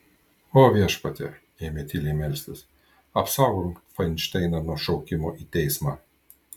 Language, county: Lithuanian, Kaunas